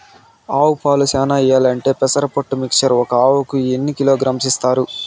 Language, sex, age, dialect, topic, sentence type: Telugu, male, 18-24, Southern, agriculture, question